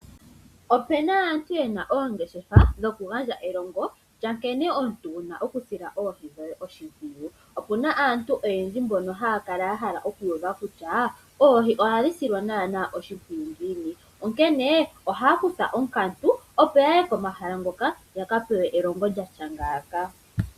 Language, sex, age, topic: Oshiwambo, female, 18-24, agriculture